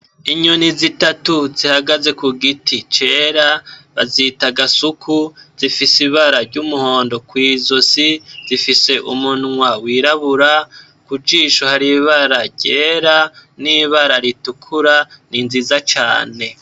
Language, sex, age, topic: Rundi, male, 25-35, agriculture